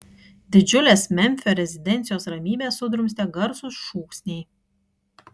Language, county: Lithuanian, Kaunas